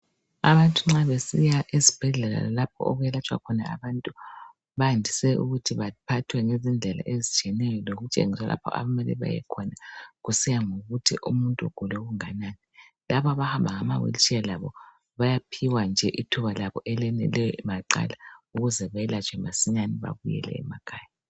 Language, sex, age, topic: North Ndebele, female, 25-35, health